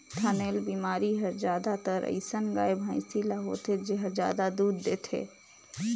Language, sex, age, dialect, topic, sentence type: Chhattisgarhi, female, 18-24, Northern/Bhandar, agriculture, statement